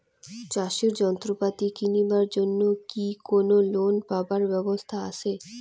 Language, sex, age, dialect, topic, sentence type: Bengali, female, 18-24, Rajbangshi, agriculture, question